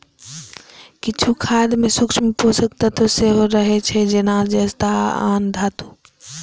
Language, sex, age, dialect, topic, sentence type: Maithili, male, 25-30, Eastern / Thethi, agriculture, statement